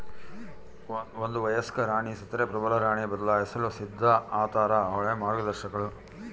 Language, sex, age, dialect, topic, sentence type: Kannada, male, 51-55, Central, agriculture, statement